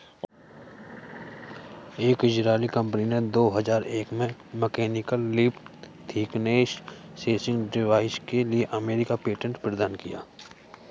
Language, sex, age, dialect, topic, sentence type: Hindi, male, 18-24, Hindustani Malvi Khadi Boli, agriculture, statement